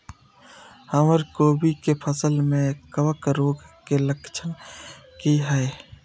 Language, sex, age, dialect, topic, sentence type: Maithili, male, 18-24, Eastern / Thethi, agriculture, question